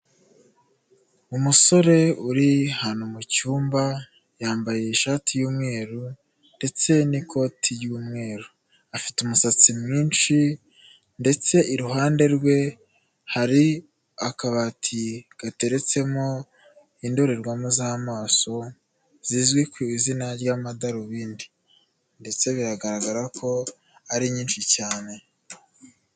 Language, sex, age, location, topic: Kinyarwanda, male, 25-35, Nyagatare, health